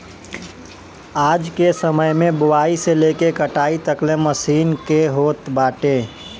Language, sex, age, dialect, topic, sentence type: Bhojpuri, male, 18-24, Northern, agriculture, statement